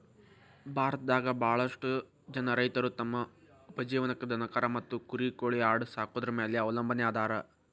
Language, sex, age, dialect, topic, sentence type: Kannada, male, 18-24, Dharwad Kannada, agriculture, statement